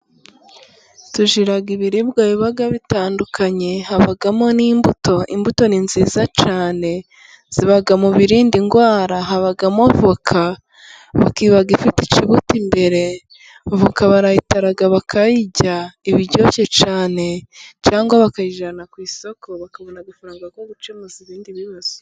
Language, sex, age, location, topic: Kinyarwanda, female, 25-35, Musanze, agriculture